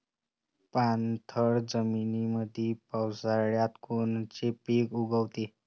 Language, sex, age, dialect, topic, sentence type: Marathi, male, 18-24, Varhadi, agriculture, question